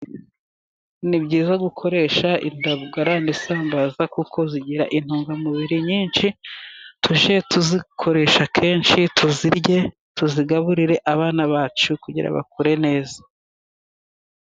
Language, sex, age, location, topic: Kinyarwanda, female, 36-49, Musanze, finance